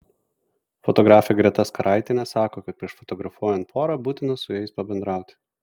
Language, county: Lithuanian, Vilnius